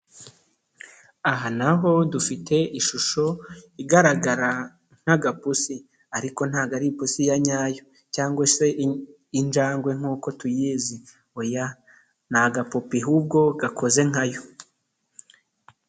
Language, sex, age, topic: Kinyarwanda, male, 25-35, education